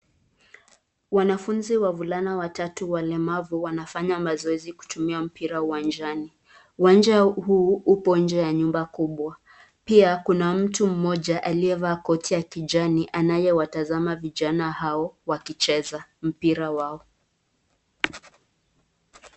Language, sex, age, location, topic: Swahili, female, 25-35, Nakuru, education